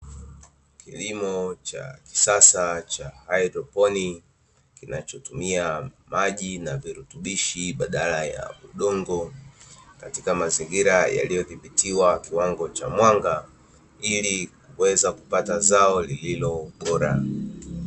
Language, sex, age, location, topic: Swahili, male, 25-35, Dar es Salaam, agriculture